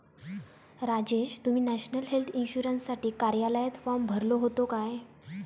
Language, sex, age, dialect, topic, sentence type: Marathi, female, 18-24, Southern Konkan, banking, statement